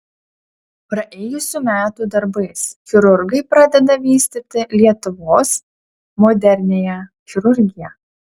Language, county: Lithuanian, Utena